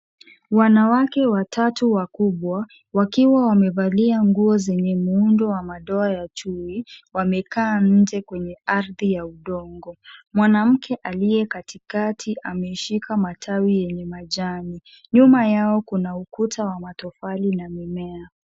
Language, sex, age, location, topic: Swahili, female, 50+, Kisumu, health